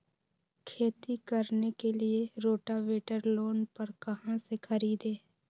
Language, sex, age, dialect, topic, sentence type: Magahi, female, 18-24, Western, agriculture, question